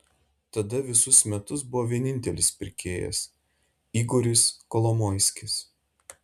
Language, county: Lithuanian, Šiauliai